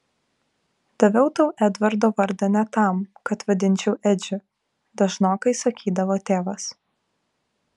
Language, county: Lithuanian, Kaunas